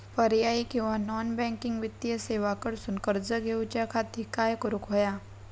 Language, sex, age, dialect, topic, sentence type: Marathi, female, 56-60, Southern Konkan, banking, question